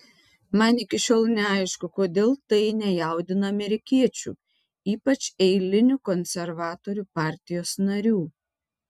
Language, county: Lithuanian, Tauragė